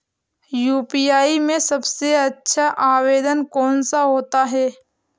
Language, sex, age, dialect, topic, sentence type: Hindi, female, 18-24, Awadhi Bundeli, banking, question